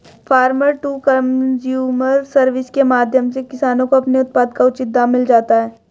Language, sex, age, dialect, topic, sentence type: Hindi, male, 18-24, Hindustani Malvi Khadi Boli, agriculture, statement